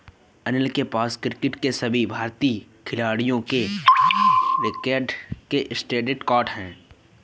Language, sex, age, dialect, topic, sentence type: Hindi, male, 25-30, Awadhi Bundeli, banking, statement